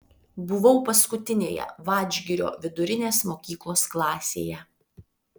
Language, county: Lithuanian, Vilnius